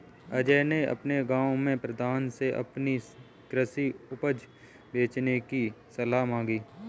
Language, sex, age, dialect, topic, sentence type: Hindi, male, 25-30, Kanauji Braj Bhasha, agriculture, statement